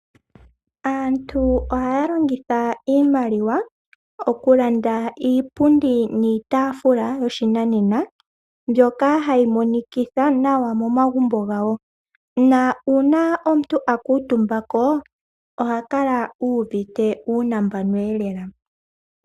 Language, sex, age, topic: Oshiwambo, female, 25-35, finance